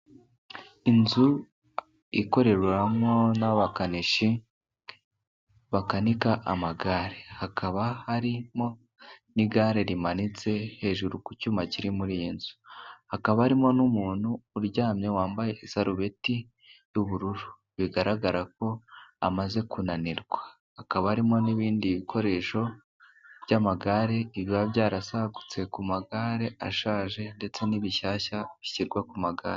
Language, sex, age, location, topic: Kinyarwanda, male, 18-24, Musanze, finance